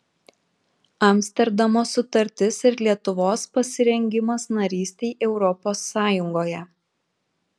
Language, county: Lithuanian, Šiauliai